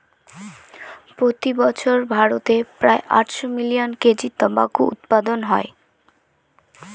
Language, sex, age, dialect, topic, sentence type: Bengali, male, 31-35, Northern/Varendri, agriculture, statement